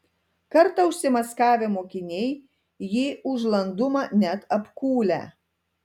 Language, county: Lithuanian, Telšiai